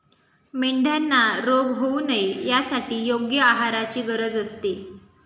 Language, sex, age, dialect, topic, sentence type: Marathi, female, 18-24, Standard Marathi, agriculture, statement